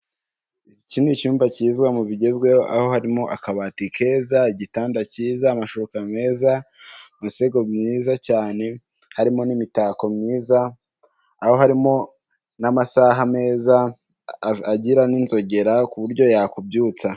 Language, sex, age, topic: Kinyarwanda, male, 18-24, finance